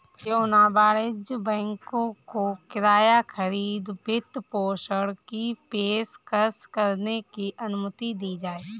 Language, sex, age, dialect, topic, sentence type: Hindi, female, 25-30, Kanauji Braj Bhasha, banking, statement